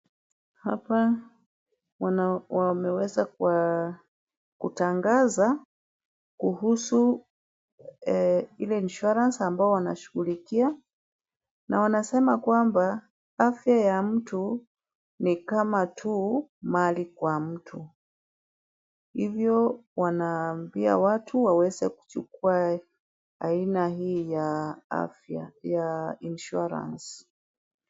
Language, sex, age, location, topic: Swahili, female, 36-49, Kisumu, finance